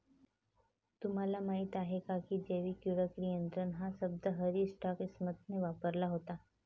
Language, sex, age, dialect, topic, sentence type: Marathi, female, 31-35, Varhadi, agriculture, statement